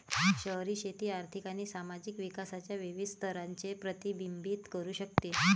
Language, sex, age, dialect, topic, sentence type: Marathi, female, 36-40, Varhadi, agriculture, statement